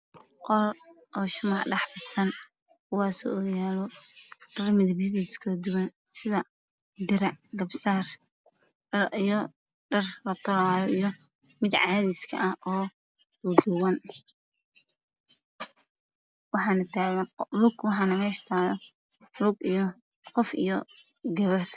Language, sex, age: Somali, female, 18-24